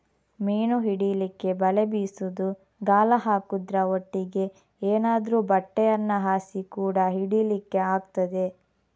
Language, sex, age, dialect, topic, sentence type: Kannada, female, 18-24, Coastal/Dakshin, agriculture, statement